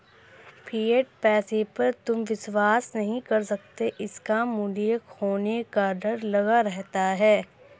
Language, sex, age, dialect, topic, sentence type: Hindi, female, 18-24, Hindustani Malvi Khadi Boli, banking, statement